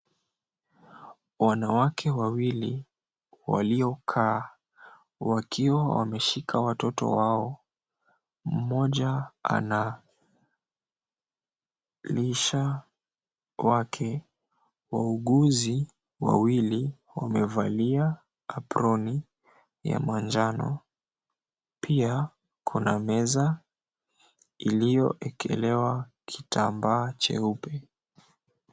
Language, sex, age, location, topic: Swahili, male, 18-24, Mombasa, health